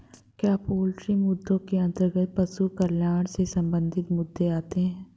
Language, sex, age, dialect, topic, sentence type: Hindi, female, 25-30, Hindustani Malvi Khadi Boli, agriculture, statement